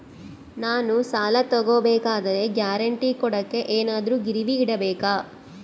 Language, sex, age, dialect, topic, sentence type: Kannada, female, 31-35, Central, banking, question